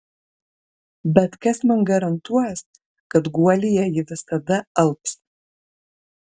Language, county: Lithuanian, Kaunas